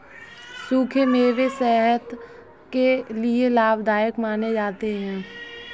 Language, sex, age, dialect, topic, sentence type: Hindi, female, 18-24, Kanauji Braj Bhasha, agriculture, statement